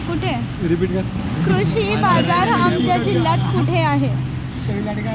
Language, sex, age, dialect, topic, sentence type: Marathi, male, <18, Standard Marathi, agriculture, question